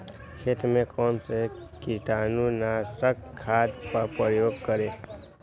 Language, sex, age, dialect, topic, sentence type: Magahi, male, 18-24, Western, agriculture, question